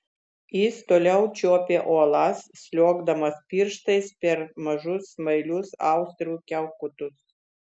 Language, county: Lithuanian, Vilnius